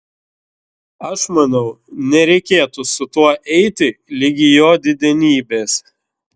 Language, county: Lithuanian, Šiauliai